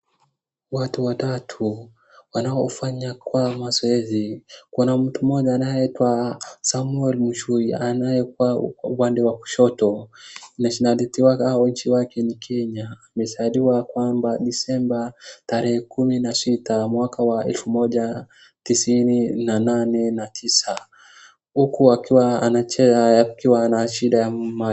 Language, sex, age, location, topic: Swahili, male, 25-35, Wajir, education